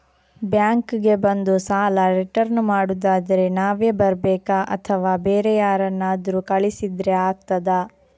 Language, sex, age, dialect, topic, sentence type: Kannada, female, 18-24, Coastal/Dakshin, banking, question